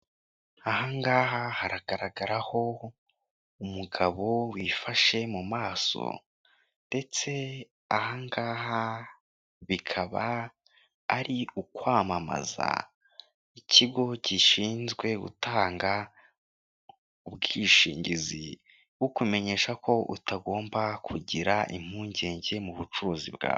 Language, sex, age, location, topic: Kinyarwanda, male, 18-24, Kigali, finance